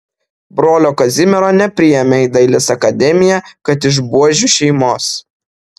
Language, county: Lithuanian, Vilnius